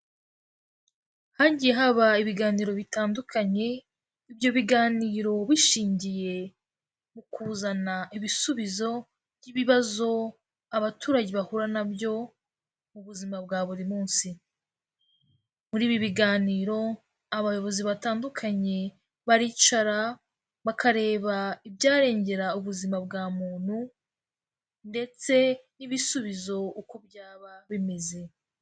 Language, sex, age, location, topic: Kinyarwanda, female, 18-24, Kigali, health